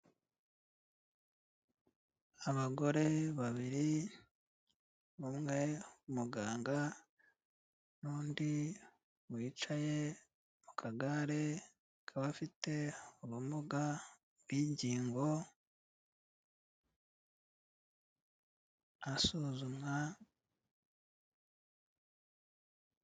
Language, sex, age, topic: Kinyarwanda, male, 36-49, health